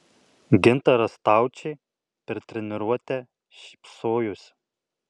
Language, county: Lithuanian, Alytus